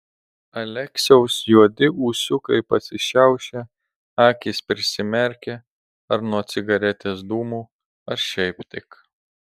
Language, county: Lithuanian, Telšiai